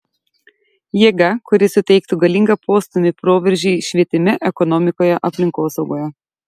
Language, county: Lithuanian, Šiauliai